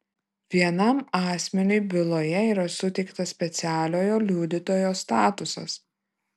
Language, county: Lithuanian, Vilnius